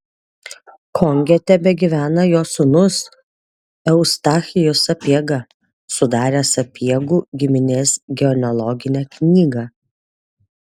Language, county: Lithuanian, Vilnius